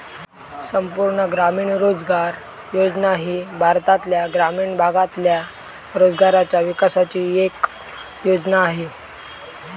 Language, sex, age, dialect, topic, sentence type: Marathi, male, 18-24, Southern Konkan, banking, statement